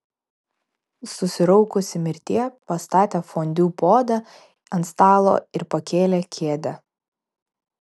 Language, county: Lithuanian, Vilnius